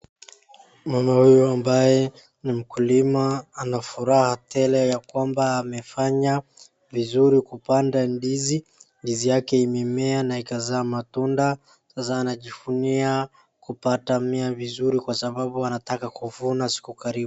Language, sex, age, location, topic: Swahili, male, 50+, Wajir, agriculture